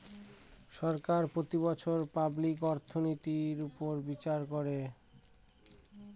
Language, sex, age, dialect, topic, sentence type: Bengali, male, 25-30, Northern/Varendri, banking, statement